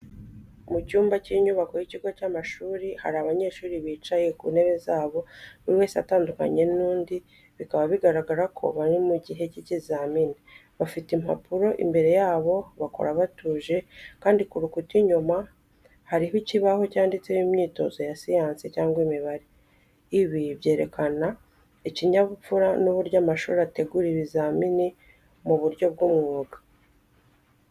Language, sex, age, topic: Kinyarwanda, female, 25-35, education